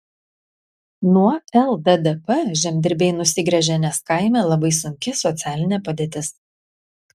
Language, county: Lithuanian, Klaipėda